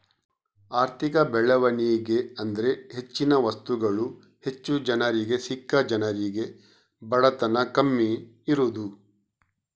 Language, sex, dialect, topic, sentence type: Kannada, male, Coastal/Dakshin, banking, statement